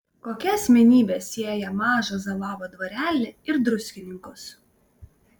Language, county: Lithuanian, Vilnius